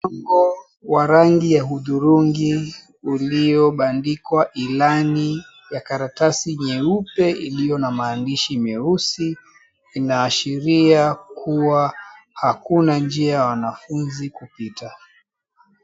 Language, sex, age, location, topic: Swahili, male, 36-49, Mombasa, education